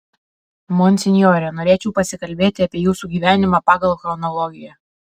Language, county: Lithuanian, Alytus